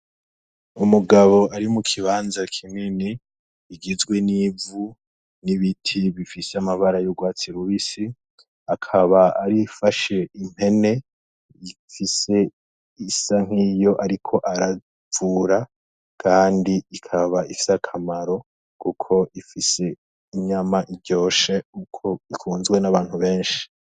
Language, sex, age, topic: Rundi, male, 18-24, agriculture